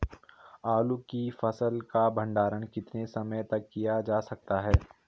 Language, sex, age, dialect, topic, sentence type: Hindi, male, 18-24, Garhwali, agriculture, question